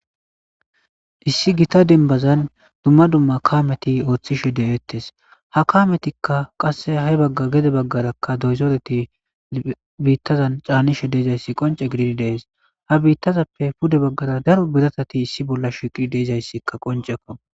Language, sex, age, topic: Gamo, male, 25-35, government